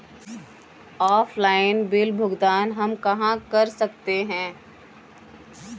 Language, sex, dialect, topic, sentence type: Hindi, female, Kanauji Braj Bhasha, banking, question